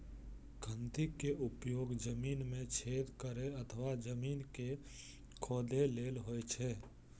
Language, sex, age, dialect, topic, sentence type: Maithili, male, 18-24, Eastern / Thethi, agriculture, statement